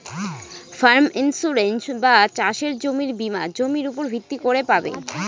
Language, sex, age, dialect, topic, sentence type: Bengali, female, 18-24, Northern/Varendri, agriculture, statement